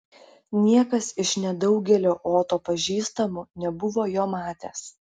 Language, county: Lithuanian, Klaipėda